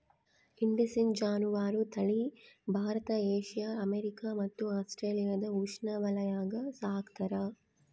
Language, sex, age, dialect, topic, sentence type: Kannada, female, 25-30, Central, agriculture, statement